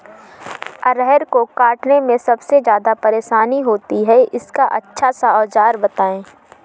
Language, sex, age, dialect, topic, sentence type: Hindi, female, 31-35, Awadhi Bundeli, agriculture, question